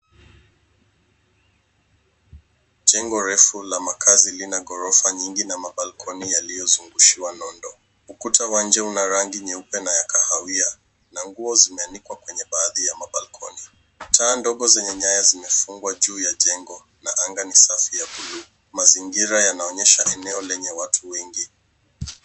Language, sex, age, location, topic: Swahili, male, 18-24, Nairobi, finance